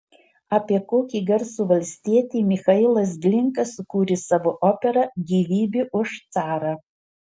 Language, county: Lithuanian, Marijampolė